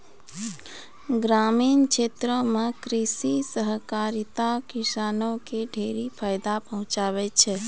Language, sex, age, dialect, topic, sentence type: Maithili, female, 36-40, Angika, agriculture, statement